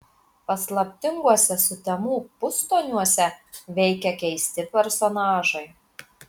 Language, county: Lithuanian, Marijampolė